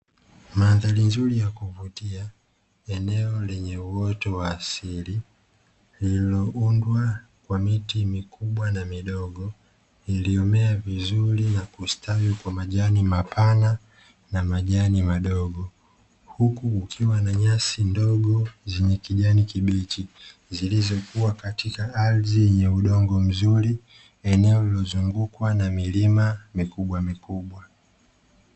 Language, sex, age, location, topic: Swahili, male, 25-35, Dar es Salaam, agriculture